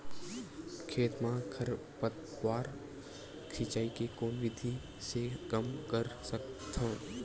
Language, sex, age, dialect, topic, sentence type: Chhattisgarhi, male, 18-24, Western/Budati/Khatahi, agriculture, question